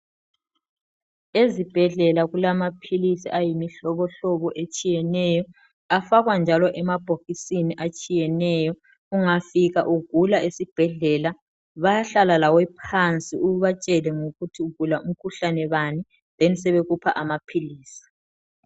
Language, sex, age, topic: North Ndebele, male, 36-49, health